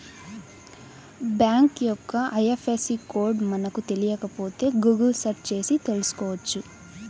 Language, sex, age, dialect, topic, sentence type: Telugu, female, 18-24, Central/Coastal, banking, statement